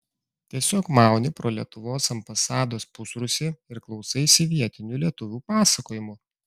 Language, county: Lithuanian, Klaipėda